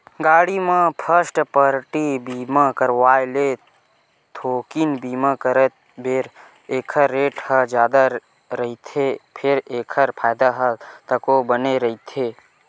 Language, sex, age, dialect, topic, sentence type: Chhattisgarhi, male, 18-24, Western/Budati/Khatahi, banking, statement